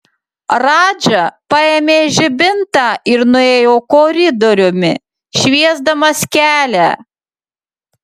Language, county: Lithuanian, Utena